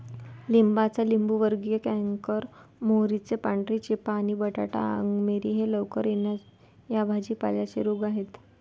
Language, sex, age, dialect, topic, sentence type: Marathi, female, 18-24, Varhadi, agriculture, statement